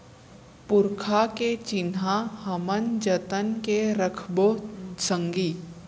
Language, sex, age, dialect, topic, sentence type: Chhattisgarhi, female, 18-24, Central, agriculture, statement